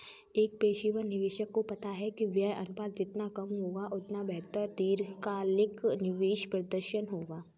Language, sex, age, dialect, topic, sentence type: Hindi, female, 18-24, Kanauji Braj Bhasha, banking, statement